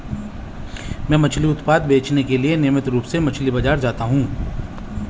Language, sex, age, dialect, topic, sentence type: Hindi, male, 41-45, Hindustani Malvi Khadi Boli, agriculture, statement